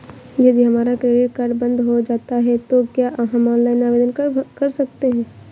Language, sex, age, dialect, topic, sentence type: Hindi, female, 18-24, Awadhi Bundeli, banking, question